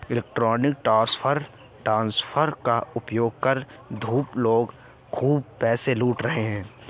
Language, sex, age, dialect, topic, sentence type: Hindi, male, 25-30, Awadhi Bundeli, banking, statement